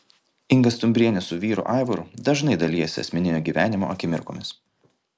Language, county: Lithuanian, Kaunas